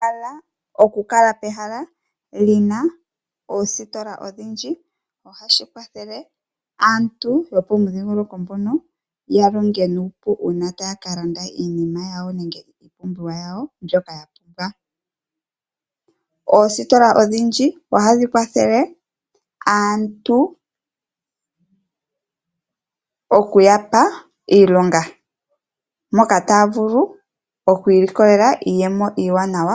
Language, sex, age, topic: Oshiwambo, female, 25-35, finance